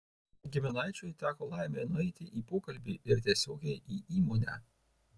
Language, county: Lithuanian, Tauragė